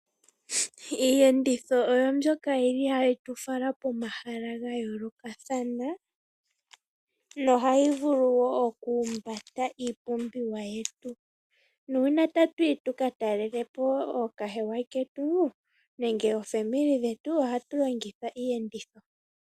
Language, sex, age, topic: Oshiwambo, female, 18-24, finance